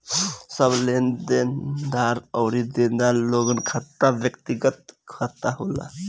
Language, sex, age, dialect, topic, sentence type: Bhojpuri, female, 18-24, Northern, banking, statement